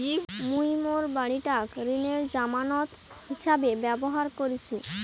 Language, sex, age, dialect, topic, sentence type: Bengali, female, 18-24, Rajbangshi, banking, statement